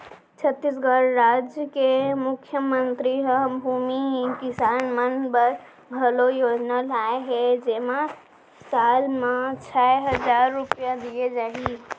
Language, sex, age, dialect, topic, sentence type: Chhattisgarhi, female, 18-24, Central, agriculture, statement